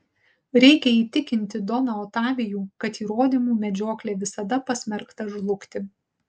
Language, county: Lithuanian, Utena